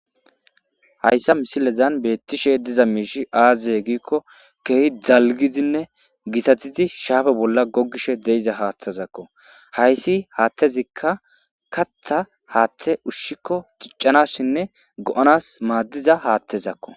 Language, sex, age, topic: Gamo, male, 25-35, agriculture